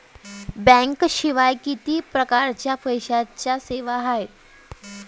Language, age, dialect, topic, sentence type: Marathi, 18-24, Varhadi, banking, question